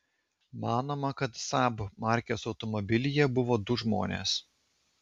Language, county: Lithuanian, Klaipėda